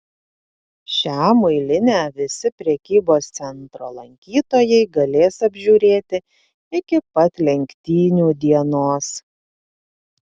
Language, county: Lithuanian, Panevėžys